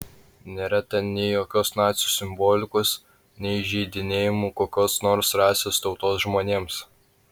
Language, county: Lithuanian, Utena